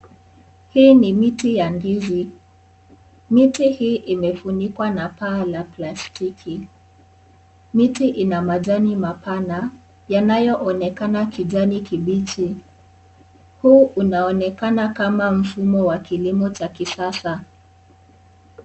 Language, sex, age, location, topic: Swahili, female, 18-24, Kisii, agriculture